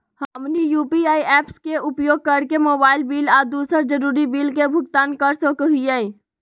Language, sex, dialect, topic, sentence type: Magahi, female, Southern, banking, statement